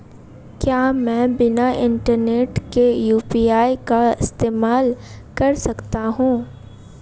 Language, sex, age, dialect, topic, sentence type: Hindi, female, 18-24, Marwari Dhudhari, banking, question